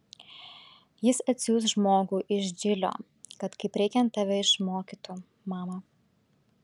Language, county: Lithuanian, Šiauliai